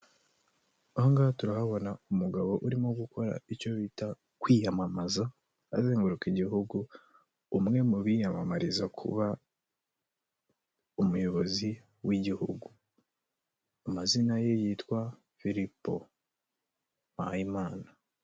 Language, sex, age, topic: Kinyarwanda, male, 18-24, government